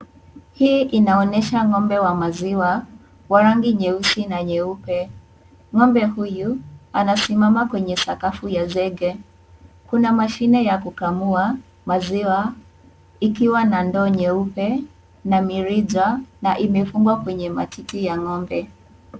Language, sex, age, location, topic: Swahili, female, 18-24, Kisii, agriculture